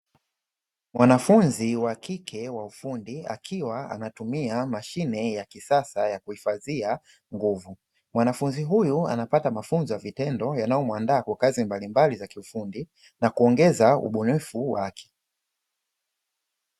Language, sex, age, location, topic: Swahili, male, 25-35, Dar es Salaam, education